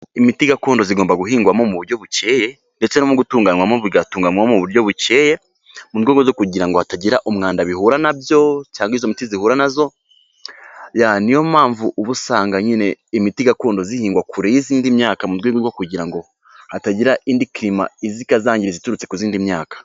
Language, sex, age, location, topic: Kinyarwanda, male, 18-24, Kigali, health